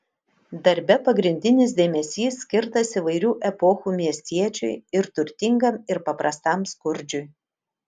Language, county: Lithuanian, Utena